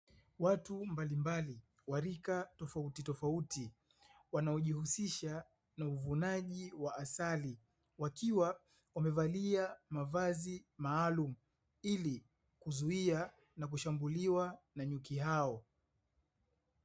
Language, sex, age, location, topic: Swahili, male, 25-35, Dar es Salaam, agriculture